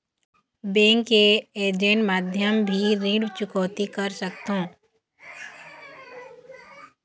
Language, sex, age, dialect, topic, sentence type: Chhattisgarhi, female, 51-55, Eastern, banking, question